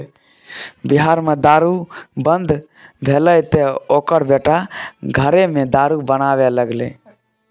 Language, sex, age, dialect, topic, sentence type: Maithili, male, 18-24, Bajjika, agriculture, statement